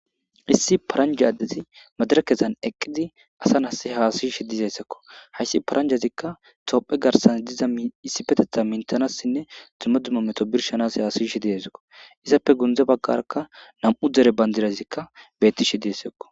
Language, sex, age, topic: Gamo, male, 18-24, government